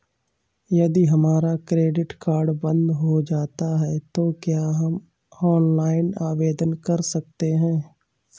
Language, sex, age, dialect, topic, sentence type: Hindi, male, 25-30, Awadhi Bundeli, banking, question